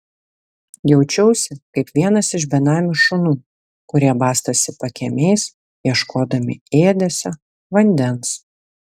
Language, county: Lithuanian, Vilnius